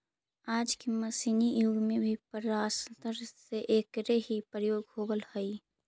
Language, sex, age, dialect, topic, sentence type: Magahi, female, 25-30, Central/Standard, banking, statement